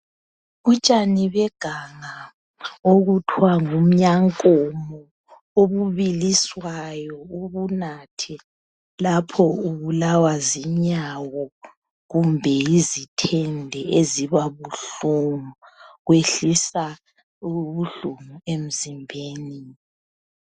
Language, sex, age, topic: North Ndebele, female, 50+, health